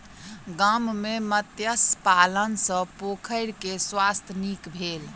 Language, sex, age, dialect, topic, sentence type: Maithili, female, 25-30, Southern/Standard, agriculture, statement